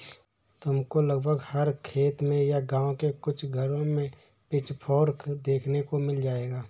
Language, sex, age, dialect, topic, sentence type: Hindi, male, 31-35, Awadhi Bundeli, agriculture, statement